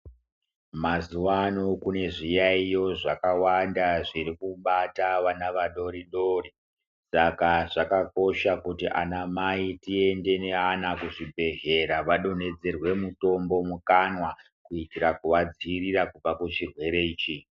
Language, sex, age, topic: Ndau, male, 50+, health